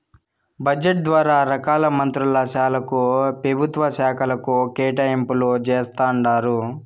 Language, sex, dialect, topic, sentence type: Telugu, male, Southern, banking, statement